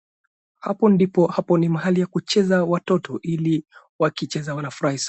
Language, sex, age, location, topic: Swahili, male, 36-49, Wajir, education